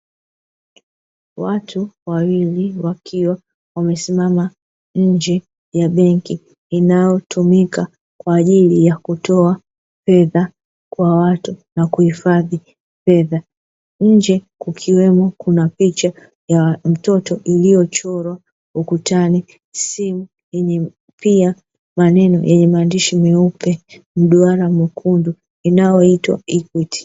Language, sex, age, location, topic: Swahili, female, 36-49, Dar es Salaam, finance